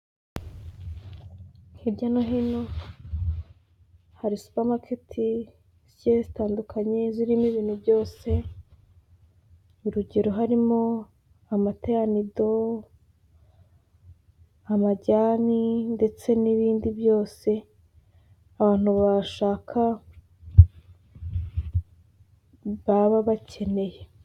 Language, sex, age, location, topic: Kinyarwanda, female, 18-24, Huye, finance